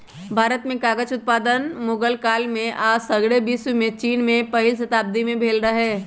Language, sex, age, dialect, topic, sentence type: Magahi, male, 18-24, Western, agriculture, statement